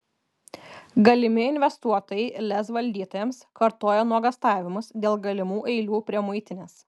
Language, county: Lithuanian, Kaunas